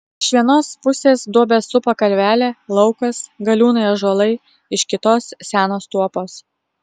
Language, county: Lithuanian, Utena